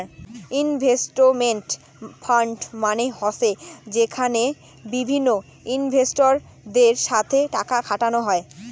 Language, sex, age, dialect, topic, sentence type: Bengali, female, 18-24, Rajbangshi, banking, statement